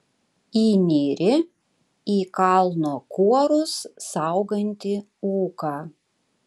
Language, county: Lithuanian, Tauragė